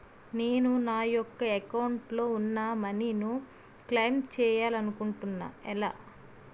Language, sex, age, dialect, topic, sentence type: Telugu, female, 31-35, Utterandhra, banking, question